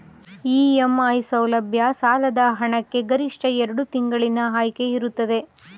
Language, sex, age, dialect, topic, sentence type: Kannada, female, 25-30, Mysore Kannada, banking, question